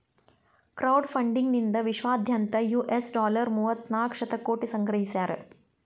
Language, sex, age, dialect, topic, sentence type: Kannada, female, 41-45, Dharwad Kannada, banking, statement